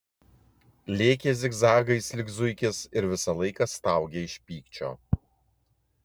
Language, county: Lithuanian, Vilnius